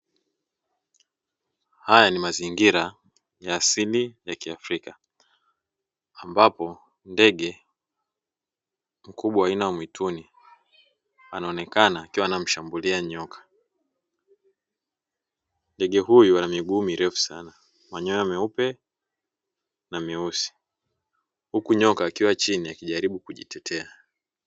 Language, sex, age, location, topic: Swahili, male, 25-35, Dar es Salaam, agriculture